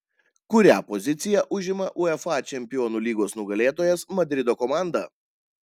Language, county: Lithuanian, Panevėžys